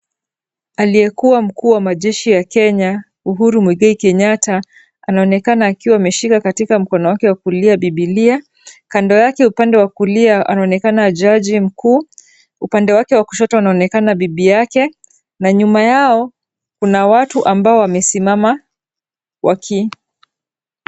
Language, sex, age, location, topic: Swahili, female, 36-49, Kisumu, government